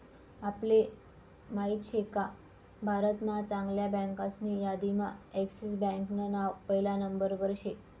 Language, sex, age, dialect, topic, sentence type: Marathi, female, 25-30, Northern Konkan, banking, statement